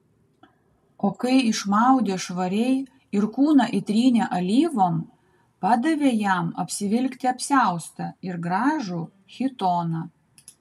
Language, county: Lithuanian, Kaunas